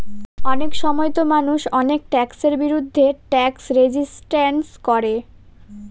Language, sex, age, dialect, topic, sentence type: Bengali, female, 18-24, Northern/Varendri, banking, statement